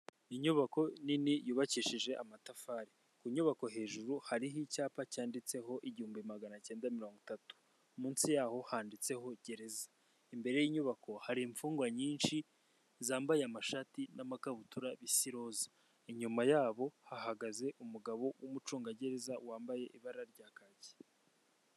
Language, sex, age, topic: Kinyarwanda, male, 25-35, government